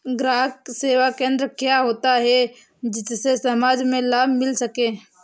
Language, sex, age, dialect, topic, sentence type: Hindi, female, 18-24, Awadhi Bundeli, banking, question